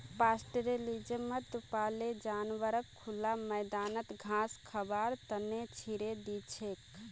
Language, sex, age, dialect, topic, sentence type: Magahi, female, 18-24, Northeastern/Surjapuri, agriculture, statement